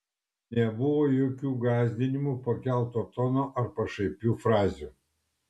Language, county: Lithuanian, Kaunas